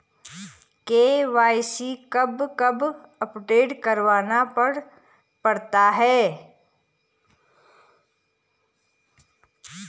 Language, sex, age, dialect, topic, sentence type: Hindi, female, 36-40, Garhwali, banking, question